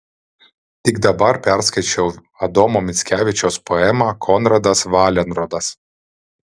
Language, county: Lithuanian, Vilnius